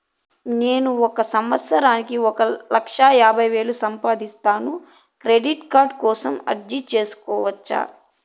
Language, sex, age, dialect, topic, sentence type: Telugu, female, 18-24, Southern, banking, question